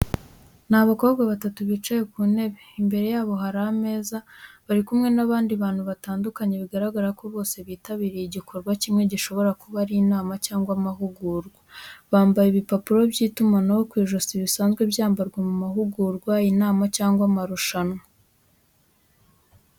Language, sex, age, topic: Kinyarwanda, female, 18-24, education